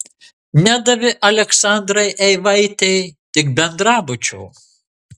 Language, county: Lithuanian, Marijampolė